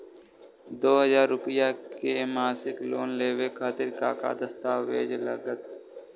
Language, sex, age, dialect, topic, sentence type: Bhojpuri, male, 18-24, Southern / Standard, banking, question